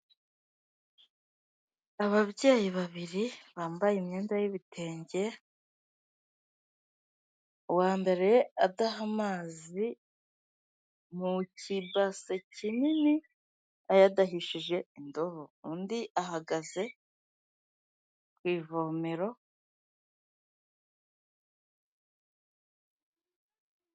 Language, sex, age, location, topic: Kinyarwanda, female, 25-35, Kigali, health